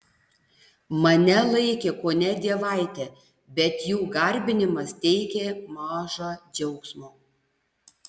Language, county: Lithuanian, Panevėžys